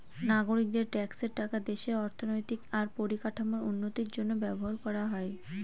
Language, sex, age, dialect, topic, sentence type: Bengali, female, 18-24, Northern/Varendri, banking, statement